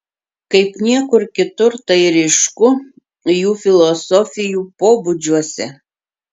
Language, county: Lithuanian, Klaipėda